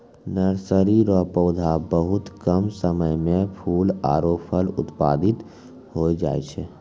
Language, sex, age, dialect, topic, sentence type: Maithili, male, 18-24, Angika, agriculture, statement